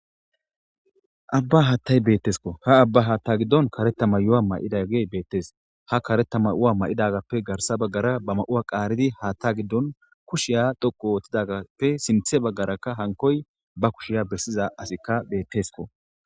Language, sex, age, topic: Gamo, female, 18-24, government